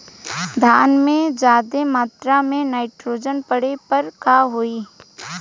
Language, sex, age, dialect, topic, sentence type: Bhojpuri, female, 18-24, Western, agriculture, question